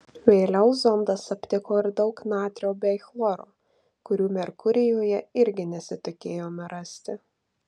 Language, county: Lithuanian, Marijampolė